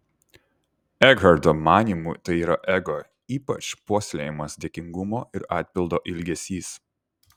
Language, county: Lithuanian, Kaunas